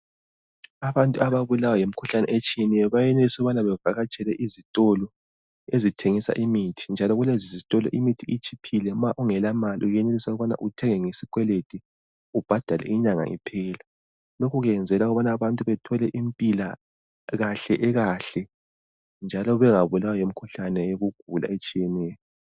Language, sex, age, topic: North Ndebele, male, 36-49, health